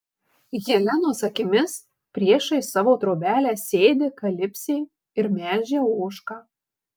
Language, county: Lithuanian, Marijampolė